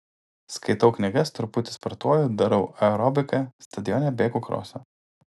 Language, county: Lithuanian, Utena